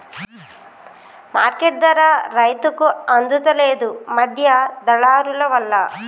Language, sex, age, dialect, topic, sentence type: Telugu, female, 36-40, Telangana, agriculture, statement